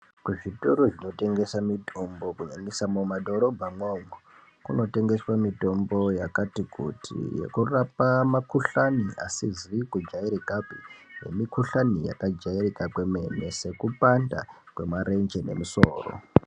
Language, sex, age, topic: Ndau, male, 18-24, health